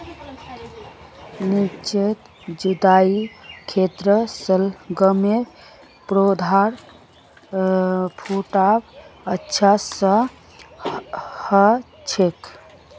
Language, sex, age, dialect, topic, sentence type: Magahi, female, 25-30, Northeastern/Surjapuri, agriculture, statement